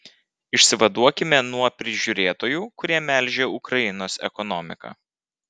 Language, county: Lithuanian, Vilnius